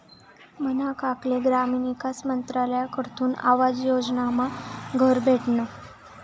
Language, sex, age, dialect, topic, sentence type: Marathi, female, 18-24, Northern Konkan, agriculture, statement